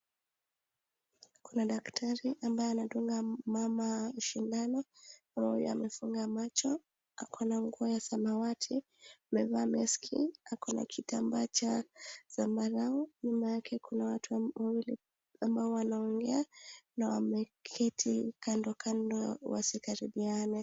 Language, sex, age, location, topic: Swahili, female, 18-24, Nakuru, health